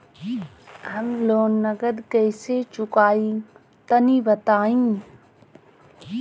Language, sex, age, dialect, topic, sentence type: Bhojpuri, female, 31-35, Northern, banking, question